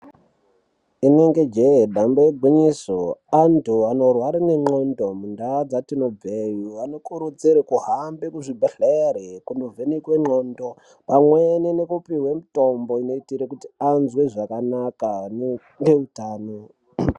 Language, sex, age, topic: Ndau, male, 36-49, health